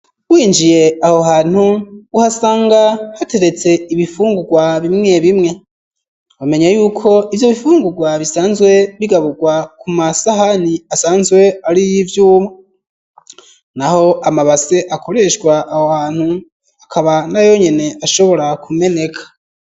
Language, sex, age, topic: Rundi, male, 25-35, education